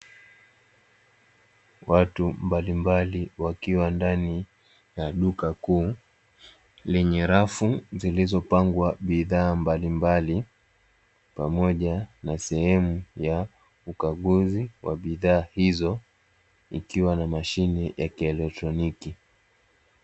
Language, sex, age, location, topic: Swahili, male, 18-24, Dar es Salaam, finance